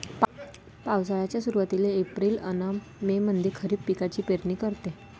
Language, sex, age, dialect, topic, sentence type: Marathi, female, 41-45, Varhadi, agriculture, statement